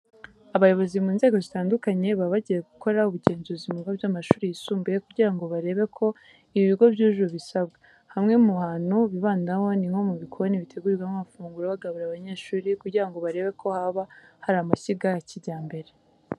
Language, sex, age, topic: Kinyarwanda, female, 18-24, education